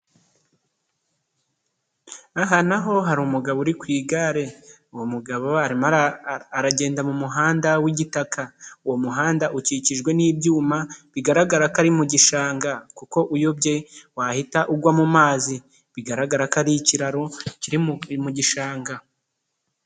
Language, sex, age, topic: Kinyarwanda, male, 25-35, government